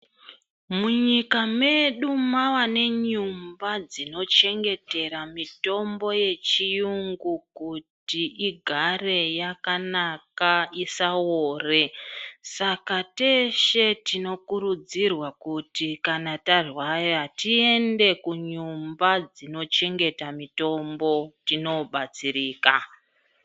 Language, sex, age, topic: Ndau, female, 36-49, health